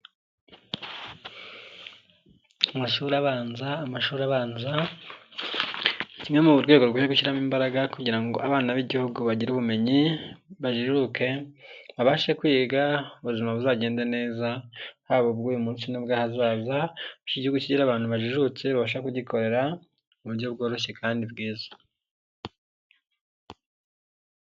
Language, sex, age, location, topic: Kinyarwanda, male, 25-35, Nyagatare, education